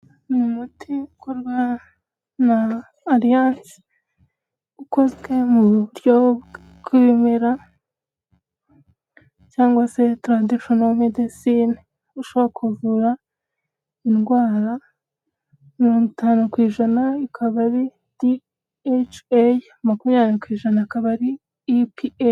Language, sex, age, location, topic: Kinyarwanda, female, 25-35, Huye, health